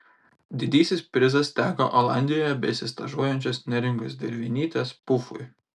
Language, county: Lithuanian, Telšiai